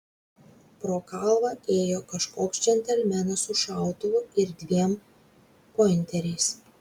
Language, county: Lithuanian, Vilnius